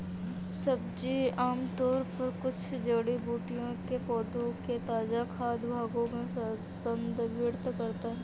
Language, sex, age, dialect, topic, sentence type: Hindi, female, 25-30, Awadhi Bundeli, agriculture, statement